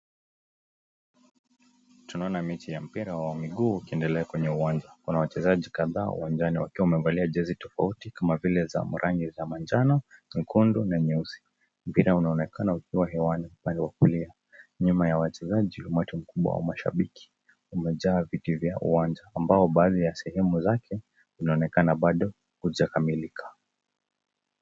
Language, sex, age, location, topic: Swahili, male, 25-35, Nakuru, government